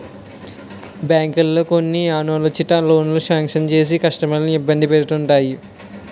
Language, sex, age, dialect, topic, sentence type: Telugu, male, 51-55, Utterandhra, banking, statement